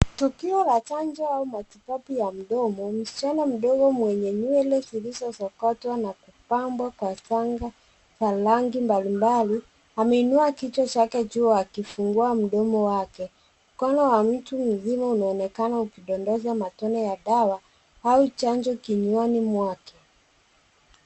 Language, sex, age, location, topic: Swahili, female, 36-49, Nairobi, health